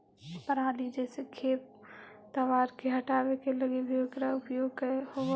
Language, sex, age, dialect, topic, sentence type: Magahi, female, 18-24, Central/Standard, banking, statement